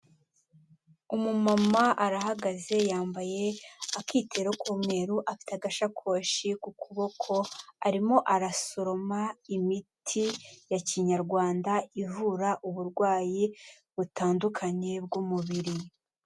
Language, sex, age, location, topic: Kinyarwanda, female, 18-24, Kigali, health